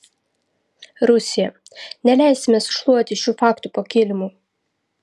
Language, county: Lithuanian, Vilnius